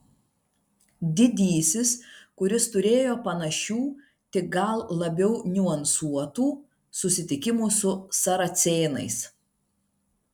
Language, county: Lithuanian, Klaipėda